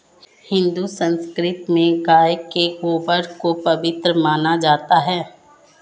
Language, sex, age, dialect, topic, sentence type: Hindi, female, 25-30, Marwari Dhudhari, agriculture, statement